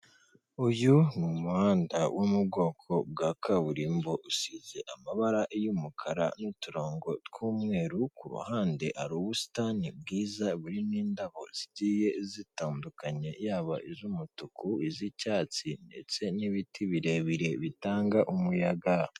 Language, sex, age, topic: Kinyarwanda, female, 18-24, government